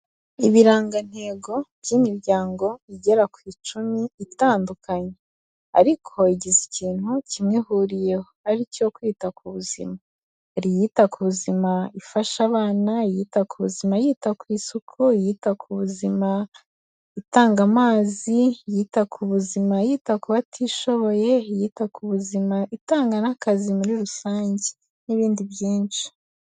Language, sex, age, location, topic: Kinyarwanda, female, 18-24, Kigali, health